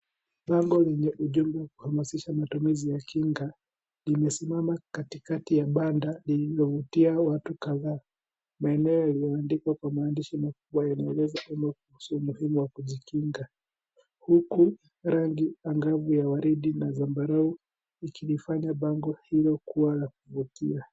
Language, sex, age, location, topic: Swahili, male, 18-24, Kisii, health